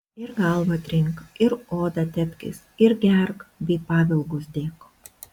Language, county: Lithuanian, Šiauliai